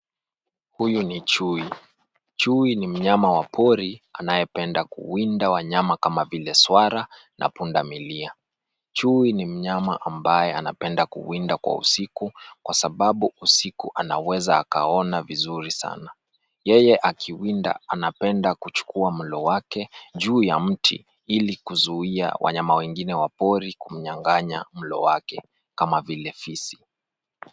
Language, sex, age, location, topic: Swahili, male, 25-35, Nairobi, government